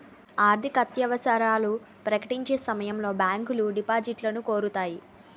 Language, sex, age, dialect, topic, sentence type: Telugu, female, 18-24, Utterandhra, banking, statement